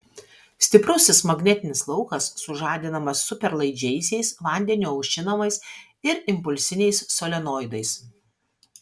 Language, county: Lithuanian, Vilnius